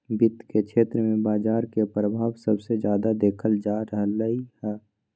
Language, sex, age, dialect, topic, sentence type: Magahi, male, 25-30, Western, banking, statement